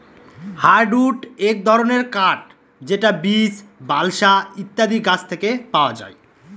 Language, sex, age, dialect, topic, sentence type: Bengali, male, 25-30, Northern/Varendri, agriculture, statement